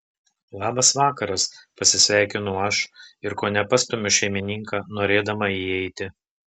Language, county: Lithuanian, Telšiai